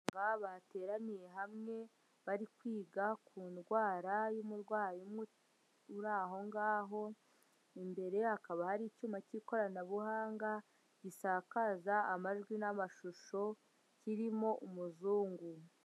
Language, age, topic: Kinyarwanda, 25-35, health